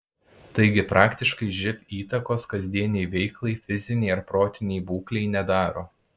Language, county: Lithuanian, Alytus